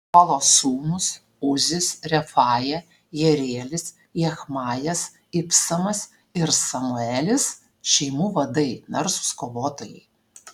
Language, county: Lithuanian, Alytus